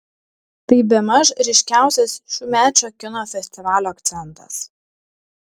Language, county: Lithuanian, Šiauliai